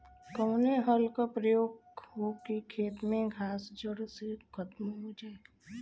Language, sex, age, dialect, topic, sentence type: Bhojpuri, female, 25-30, Western, agriculture, question